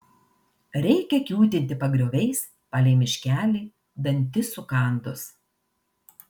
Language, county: Lithuanian, Marijampolė